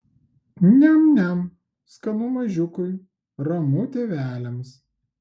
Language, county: Lithuanian, Klaipėda